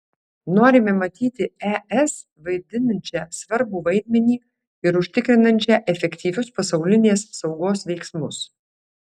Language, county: Lithuanian, Alytus